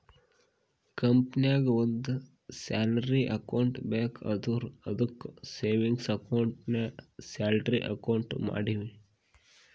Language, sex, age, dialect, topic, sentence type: Kannada, male, 41-45, Northeastern, banking, statement